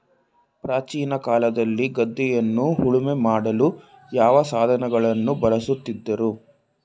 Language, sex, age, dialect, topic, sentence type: Kannada, male, 18-24, Coastal/Dakshin, agriculture, question